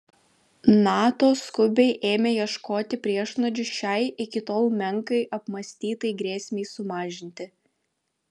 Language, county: Lithuanian, Vilnius